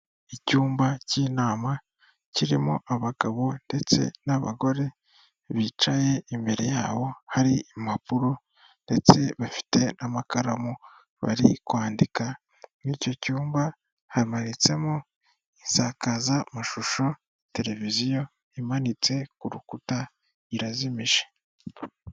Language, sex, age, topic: Kinyarwanda, male, 18-24, government